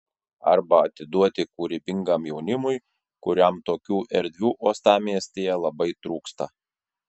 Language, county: Lithuanian, Šiauliai